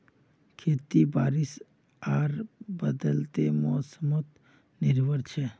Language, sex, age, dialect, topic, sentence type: Magahi, male, 25-30, Northeastern/Surjapuri, agriculture, statement